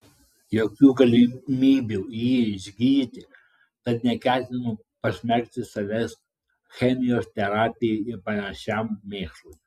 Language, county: Lithuanian, Klaipėda